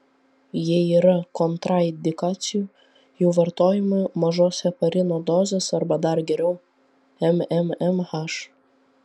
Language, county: Lithuanian, Vilnius